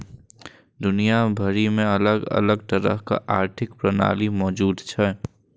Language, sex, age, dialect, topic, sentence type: Maithili, male, 18-24, Eastern / Thethi, banking, statement